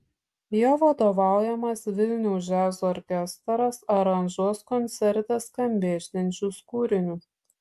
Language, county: Lithuanian, Šiauliai